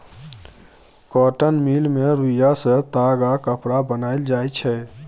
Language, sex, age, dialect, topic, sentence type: Maithili, male, 25-30, Bajjika, agriculture, statement